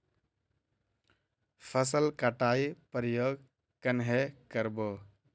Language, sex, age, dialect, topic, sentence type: Magahi, male, 51-55, Northeastern/Surjapuri, agriculture, question